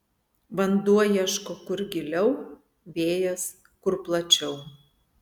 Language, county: Lithuanian, Vilnius